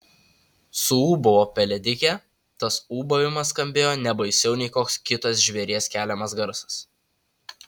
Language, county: Lithuanian, Utena